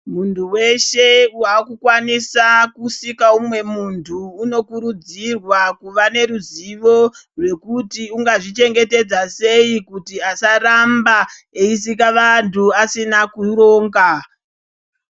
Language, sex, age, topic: Ndau, female, 36-49, health